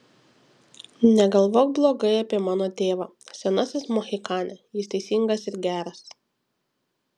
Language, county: Lithuanian, Kaunas